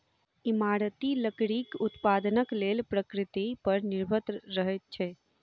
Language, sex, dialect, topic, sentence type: Maithili, female, Southern/Standard, agriculture, statement